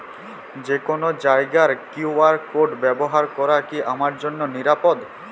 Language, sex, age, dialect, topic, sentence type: Bengali, male, 18-24, Jharkhandi, banking, question